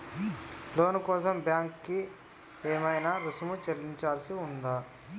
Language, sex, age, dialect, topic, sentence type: Telugu, male, 18-24, Telangana, banking, question